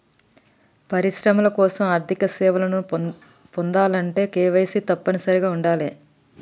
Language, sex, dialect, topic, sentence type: Telugu, female, Telangana, banking, statement